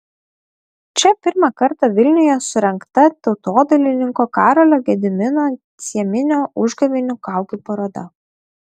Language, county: Lithuanian, Klaipėda